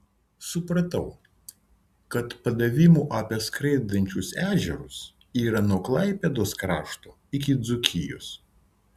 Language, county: Lithuanian, Vilnius